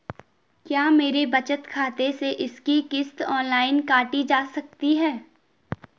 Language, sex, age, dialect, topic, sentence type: Hindi, female, 18-24, Garhwali, banking, question